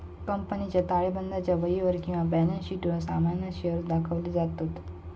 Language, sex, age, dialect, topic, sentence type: Marathi, female, 18-24, Southern Konkan, banking, statement